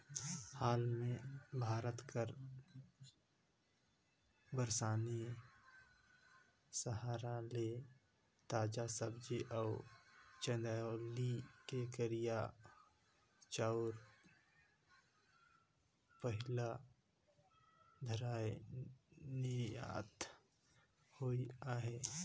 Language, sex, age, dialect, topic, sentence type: Chhattisgarhi, male, 25-30, Northern/Bhandar, agriculture, statement